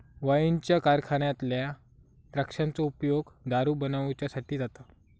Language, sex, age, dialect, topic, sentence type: Marathi, male, 25-30, Southern Konkan, agriculture, statement